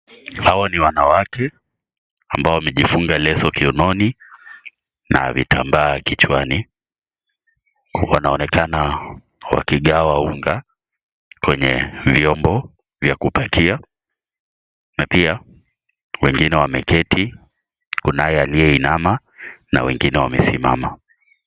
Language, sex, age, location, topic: Swahili, male, 18-24, Kisii, agriculture